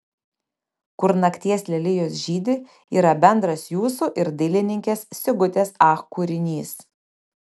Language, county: Lithuanian, Panevėžys